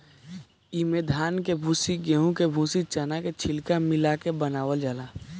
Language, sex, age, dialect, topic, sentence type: Bhojpuri, male, 18-24, Northern, agriculture, statement